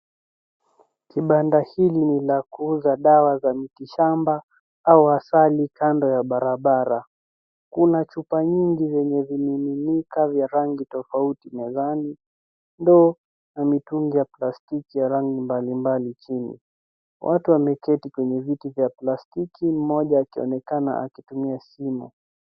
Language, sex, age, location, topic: Swahili, male, 50+, Nairobi, finance